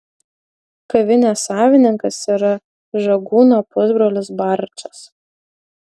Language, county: Lithuanian, Utena